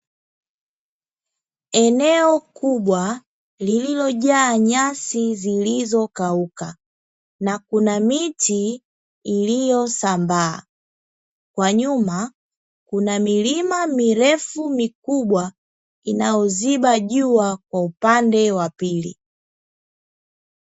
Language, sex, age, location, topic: Swahili, female, 25-35, Dar es Salaam, agriculture